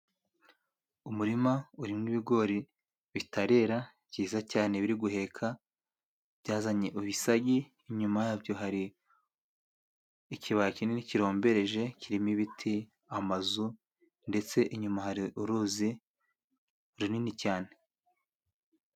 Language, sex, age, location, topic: Kinyarwanda, male, 25-35, Musanze, agriculture